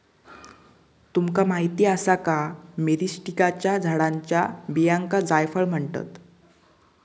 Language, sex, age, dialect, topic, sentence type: Marathi, male, 18-24, Southern Konkan, agriculture, statement